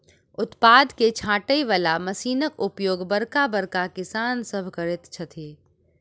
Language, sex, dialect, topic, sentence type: Maithili, female, Southern/Standard, agriculture, statement